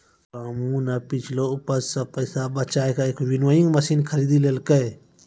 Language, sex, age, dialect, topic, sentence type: Maithili, male, 18-24, Angika, agriculture, statement